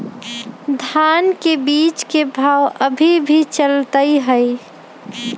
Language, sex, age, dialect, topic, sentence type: Magahi, female, 25-30, Western, agriculture, question